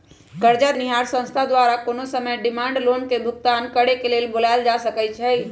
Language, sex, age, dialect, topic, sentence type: Magahi, female, 25-30, Western, banking, statement